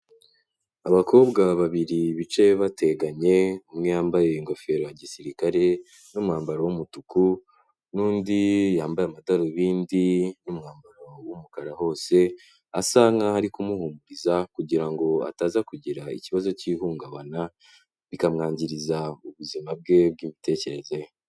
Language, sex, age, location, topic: Kinyarwanda, male, 18-24, Kigali, health